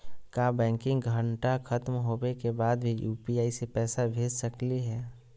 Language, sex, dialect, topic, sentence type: Magahi, male, Southern, banking, question